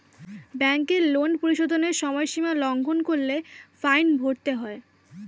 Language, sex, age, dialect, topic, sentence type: Bengali, female, <18, Standard Colloquial, banking, question